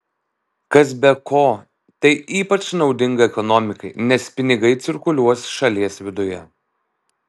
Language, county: Lithuanian, Alytus